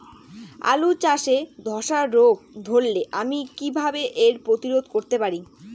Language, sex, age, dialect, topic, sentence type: Bengali, female, 18-24, Rajbangshi, agriculture, question